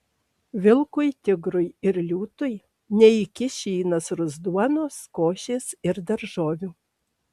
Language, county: Lithuanian, Alytus